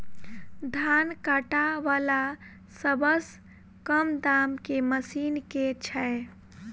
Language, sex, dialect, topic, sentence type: Maithili, female, Southern/Standard, agriculture, question